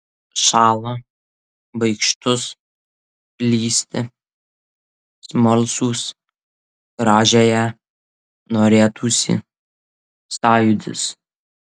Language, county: Lithuanian, Vilnius